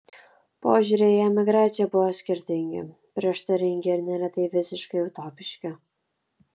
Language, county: Lithuanian, Kaunas